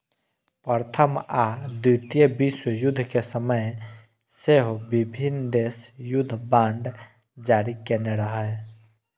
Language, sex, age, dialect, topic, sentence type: Maithili, female, 18-24, Eastern / Thethi, banking, statement